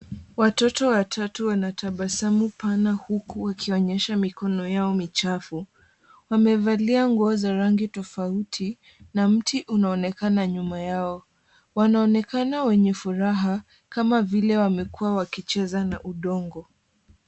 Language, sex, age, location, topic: Swahili, female, 18-24, Kisumu, health